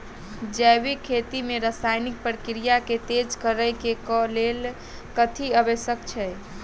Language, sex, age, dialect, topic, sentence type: Maithili, female, 18-24, Southern/Standard, agriculture, question